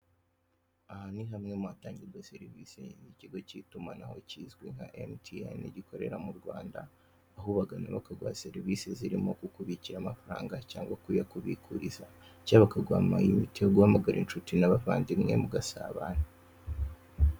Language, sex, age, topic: Kinyarwanda, male, 18-24, finance